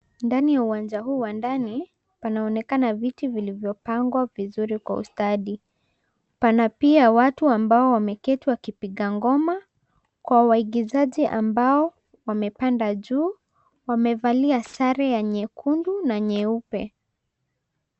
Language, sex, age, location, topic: Swahili, female, 18-24, Nairobi, government